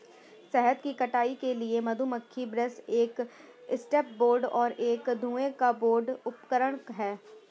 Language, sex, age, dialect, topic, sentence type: Hindi, female, 18-24, Awadhi Bundeli, agriculture, statement